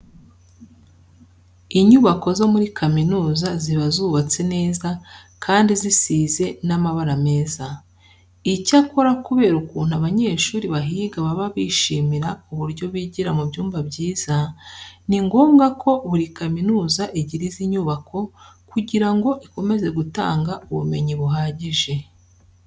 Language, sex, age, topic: Kinyarwanda, female, 36-49, education